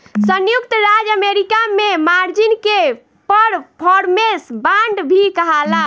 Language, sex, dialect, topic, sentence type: Bhojpuri, female, Southern / Standard, banking, statement